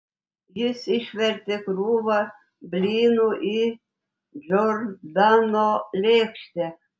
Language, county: Lithuanian, Telšiai